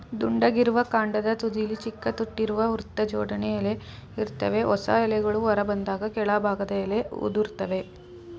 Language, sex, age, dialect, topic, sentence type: Kannada, male, 36-40, Mysore Kannada, agriculture, statement